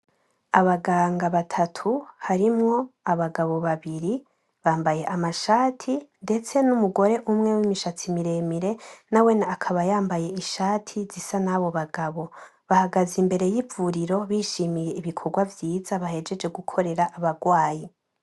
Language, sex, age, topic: Rundi, female, 18-24, agriculture